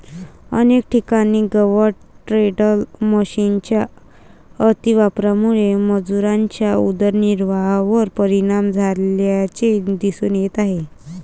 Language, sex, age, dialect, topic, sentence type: Marathi, female, 25-30, Varhadi, agriculture, statement